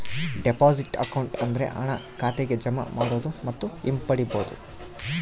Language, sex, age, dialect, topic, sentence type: Kannada, male, 31-35, Central, banking, statement